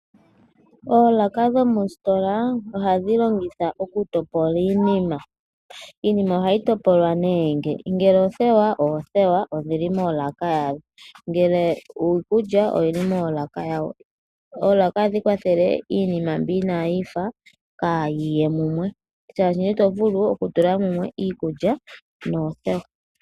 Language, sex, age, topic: Oshiwambo, female, 18-24, finance